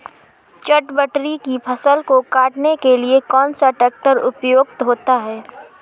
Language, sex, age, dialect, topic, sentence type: Hindi, female, 31-35, Awadhi Bundeli, agriculture, question